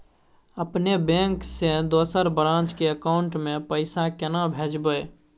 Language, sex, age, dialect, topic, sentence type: Maithili, male, 18-24, Bajjika, banking, question